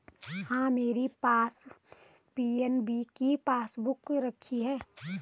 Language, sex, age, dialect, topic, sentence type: Hindi, female, 31-35, Garhwali, banking, statement